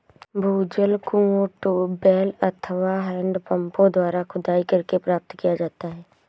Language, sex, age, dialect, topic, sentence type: Hindi, female, 18-24, Awadhi Bundeli, agriculture, statement